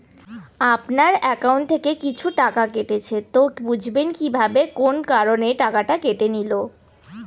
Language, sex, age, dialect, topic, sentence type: Bengali, female, 18-24, Northern/Varendri, banking, question